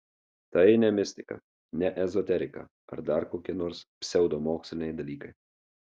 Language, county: Lithuanian, Marijampolė